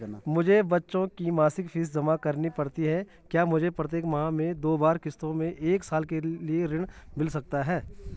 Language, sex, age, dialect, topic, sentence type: Hindi, male, 36-40, Garhwali, banking, question